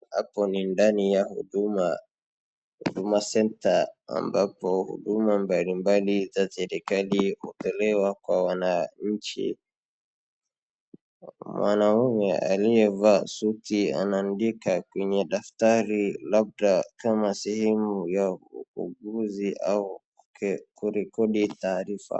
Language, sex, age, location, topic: Swahili, male, 18-24, Wajir, government